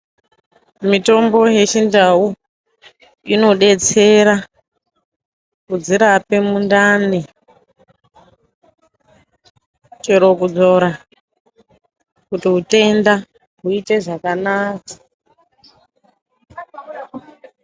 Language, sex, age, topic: Ndau, female, 25-35, health